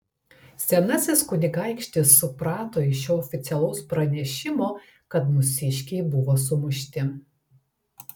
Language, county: Lithuanian, Telšiai